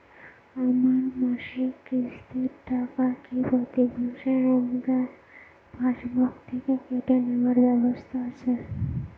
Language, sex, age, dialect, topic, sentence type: Bengali, female, 18-24, Northern/Varendri, banking, question